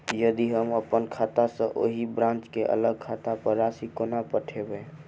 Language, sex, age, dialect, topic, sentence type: Maithili, male, 18-24, Southern/Standard, banking, question